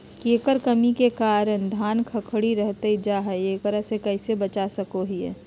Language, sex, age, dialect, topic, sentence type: Magahi, female, 36-40, Southern, agriculture, question